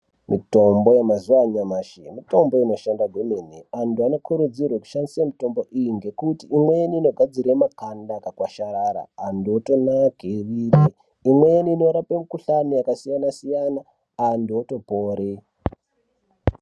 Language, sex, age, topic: Ndau, male, 18-24, health